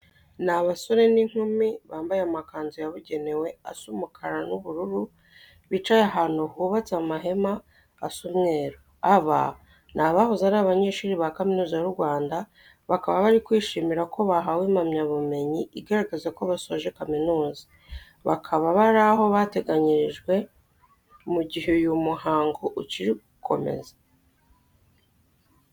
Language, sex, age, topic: Kinyarwanda, female, 25-35, education